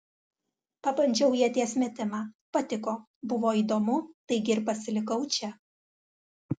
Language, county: Lithuanian, Alytus